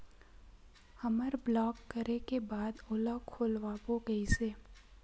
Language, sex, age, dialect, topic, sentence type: Chhattisgarhi, female, 60-100, Western/Budati/Khatahi, banking, question